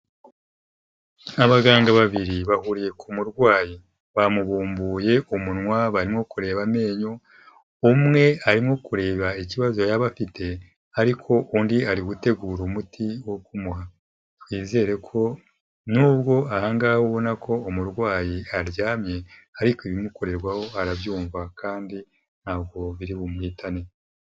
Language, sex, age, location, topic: Kinyarwanda, male, 50+, Kigali, health